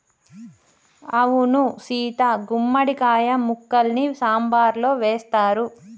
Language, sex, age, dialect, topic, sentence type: Telugu, female, 31-35, Telangana, agriculture, statement